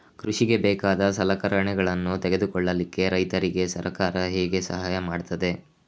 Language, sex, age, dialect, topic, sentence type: Kannada, male, 25-30, Coastal/Dakshin, agriculture, question